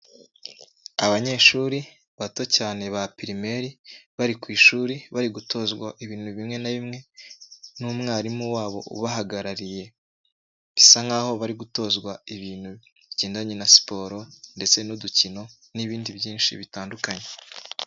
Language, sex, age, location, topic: Kinyarwanda, male, 25-35, Nyagatare, health